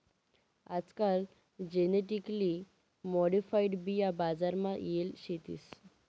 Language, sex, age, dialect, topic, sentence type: Marathi, female, 18-24, Northern Konkan, agriculture, statement